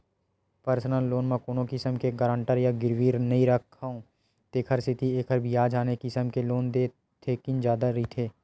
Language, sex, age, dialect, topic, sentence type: Chhattisgarhi, male, 18-24, Western/Budati/Khatahi, banking, statement